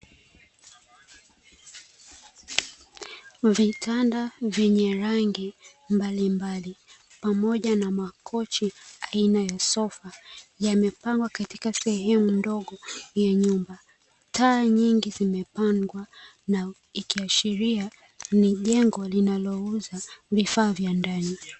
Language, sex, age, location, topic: Swahili, female, 25-35, Dar es Salaam, finance